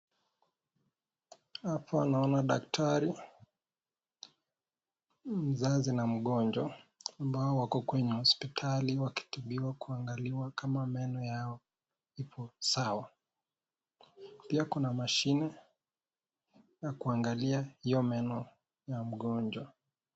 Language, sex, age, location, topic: Swahili, male, 18-24, Nakuru, health